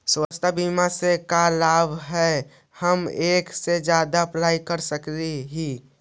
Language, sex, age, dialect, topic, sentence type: Magahi, male, 25-30, Central/Standard, banking, question